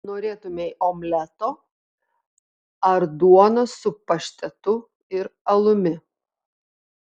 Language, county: Lithuanian, Telšiai